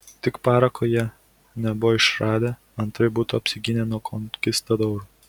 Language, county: Lithuanian, Kaunas